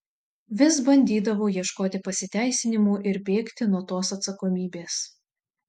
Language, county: Lithuanian, Šiauliai